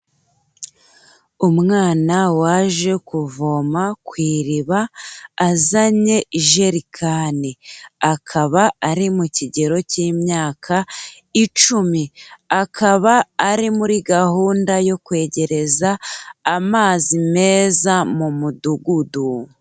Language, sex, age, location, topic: Kinyarwanda, female, 18-24, Kigali, health